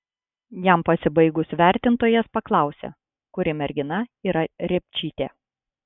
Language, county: Lithuanian, Klaipėda